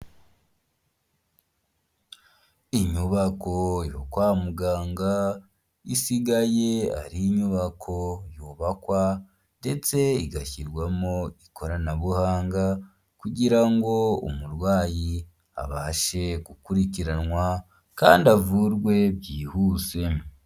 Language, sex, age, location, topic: Kinyarwanda, male, 25-35, Huye, health